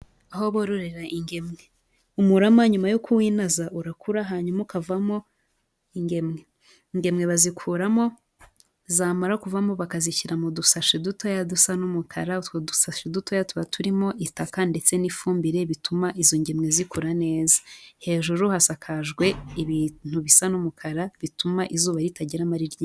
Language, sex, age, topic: Kinyarwanda, female, 18-24, agriculture